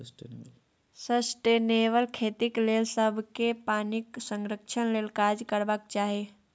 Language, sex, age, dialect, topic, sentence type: Maithili, male, 36-40, Bajjika, agriculture, statement